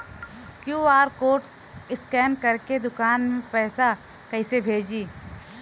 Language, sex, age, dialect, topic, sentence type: Bhojpuri, female, 18-24, Western, banking, question